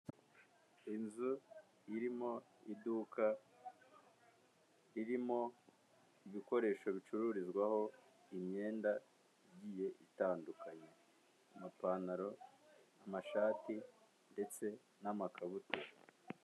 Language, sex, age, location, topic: Kinyarwanda, male, 18-24, Kigali, finance